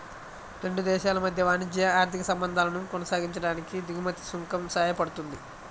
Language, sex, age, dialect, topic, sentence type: Telugu, male, 25-30, Central/Coastal, banking, statement